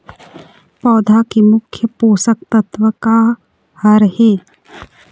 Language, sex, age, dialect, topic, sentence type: Chhattisgarhi, female, 51-55, Eastern, agriculture, question